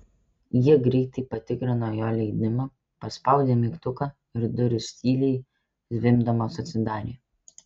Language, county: Lithuanian, Kaunas